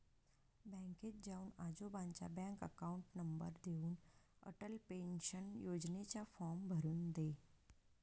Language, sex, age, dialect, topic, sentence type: Marathi, female, 41-45, Northern Konkan, banking, statement